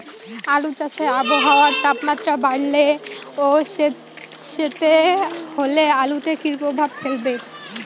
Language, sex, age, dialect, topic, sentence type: Bengali, female, <18, Rajbangshi, agriculture, question